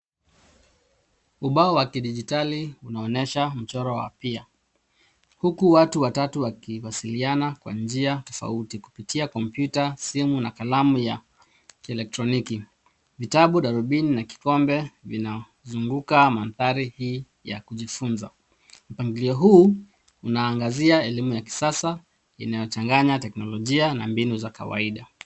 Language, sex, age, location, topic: Swahili, male, 36-49, Nairobi, education